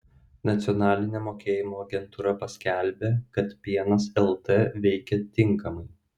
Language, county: Lithuanian, Vilnius